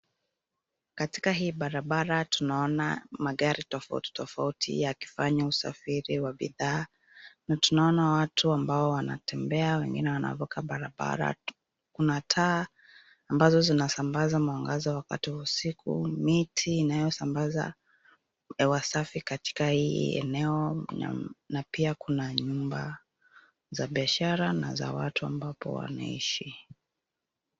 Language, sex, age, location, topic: Swahili, female, 25-35, Nairobi, government